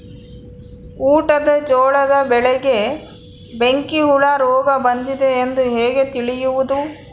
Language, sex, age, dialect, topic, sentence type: Kannada, male, 31-35, Central, agriculture, question